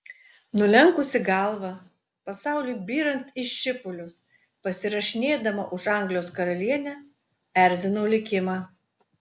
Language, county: Lithuanian, Utena